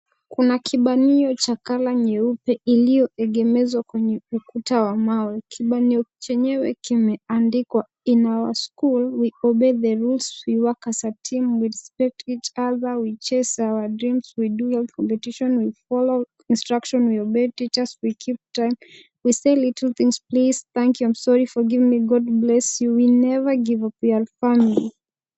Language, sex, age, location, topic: Swahili, female, 18-24, Kisumu, education